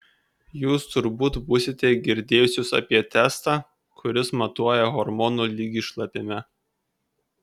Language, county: Lithuanian, Kaunas